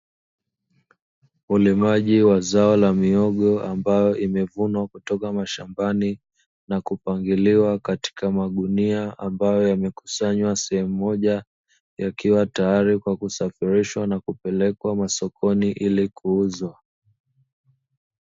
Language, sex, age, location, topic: Swahili, male, 25-35, Dar es Salaam, agriculture